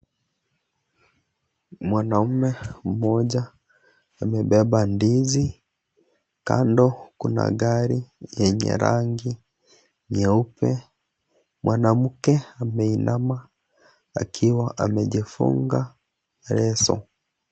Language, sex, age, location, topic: Swahili, male, 25-35, Kisii, agriculture